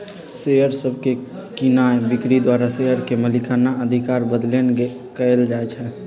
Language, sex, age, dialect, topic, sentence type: Magahi, male, 56-60, Western, banking, statement